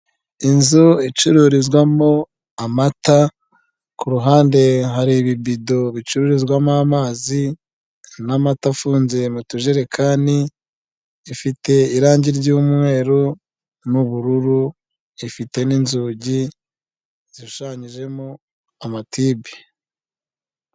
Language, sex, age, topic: Kinyarwanda, male, 25-35, finance